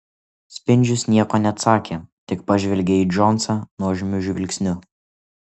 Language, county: Lithuanian, Kaunas